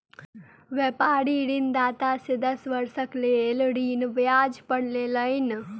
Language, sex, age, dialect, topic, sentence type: Maithili, female, 18-24, Southern/Standard, banking, statement